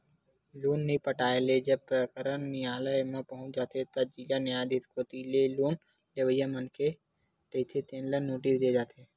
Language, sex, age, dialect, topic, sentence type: Chhattisgarhi, male, 18-24, Western/Budati/Khatahi, banking, statement